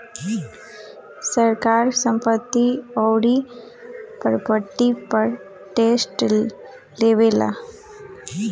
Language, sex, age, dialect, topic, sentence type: Bhojpuri, female, 18-24, Southern / Standard, banking, statement